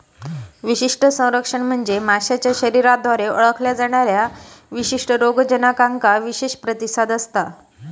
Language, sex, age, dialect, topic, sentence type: Marathi, female, 56-60, Southern Konkan, agriculture, statement